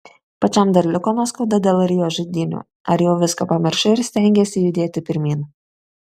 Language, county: Lithuanian, Šiauliai